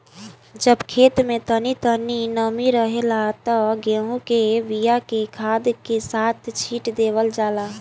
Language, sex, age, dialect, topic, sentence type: Bhojpuri, female, 18-24, Northern, agriculture, statement